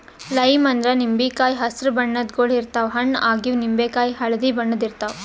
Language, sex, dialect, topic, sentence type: Kannada, female, Northeastern, agriculture, statement